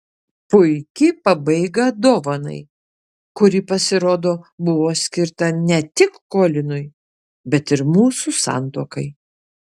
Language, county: Lithuanian, Kaunas